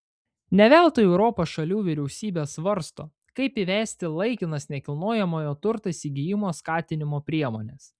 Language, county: Lithuanian, Panevėžys